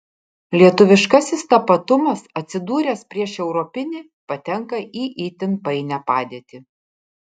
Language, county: Lithuanian, Kaunas